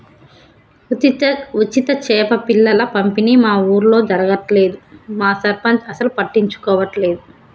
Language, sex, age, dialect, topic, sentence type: Telugu, female, 31-35, Telangana, agriculture, statement